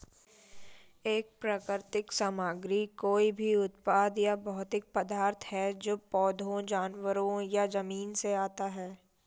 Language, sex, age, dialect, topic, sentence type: Hindi, female, 56-60, Marwari Dhudhari, agriculture, statement